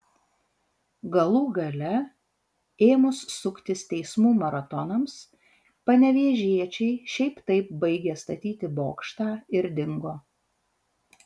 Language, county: Lithuanian, Vilnius